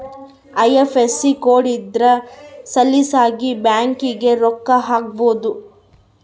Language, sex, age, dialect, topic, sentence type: Kannada, female, 31-35, Central, banking, statement